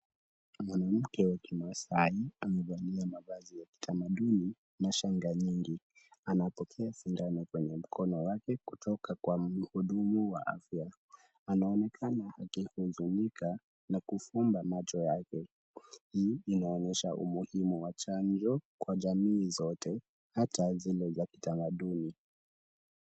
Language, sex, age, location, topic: Swahili, male, 18-24, Kisumu, health